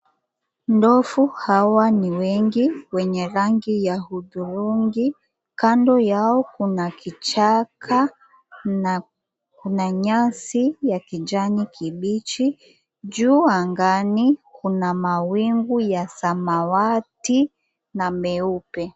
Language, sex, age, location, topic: Swahili, female, 18-24, Mombasa, agriculture